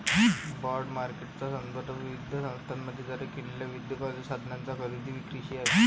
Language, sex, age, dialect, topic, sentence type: Marathi, male, 18-24, Varhadi, banking, statement